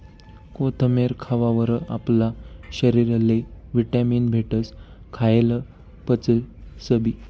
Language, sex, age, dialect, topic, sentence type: Marathi, male, 25-30, Northern Konkan, agriculture, statement